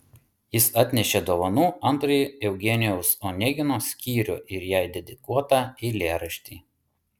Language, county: Lithuanian, Vilnius